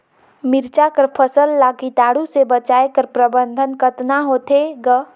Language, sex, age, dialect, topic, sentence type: Chhattisgarhi, female, 18-24, Northern/Bhandar, agriculture, question